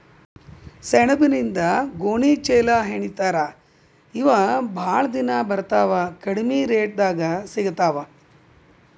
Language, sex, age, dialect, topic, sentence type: Kannada, female, 60-100, Dharwad Kannada, agriculture, statement